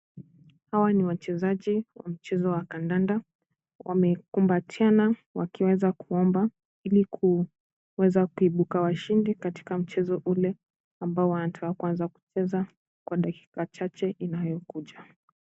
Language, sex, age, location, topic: Swahili, female, 18-24, Kisumu, government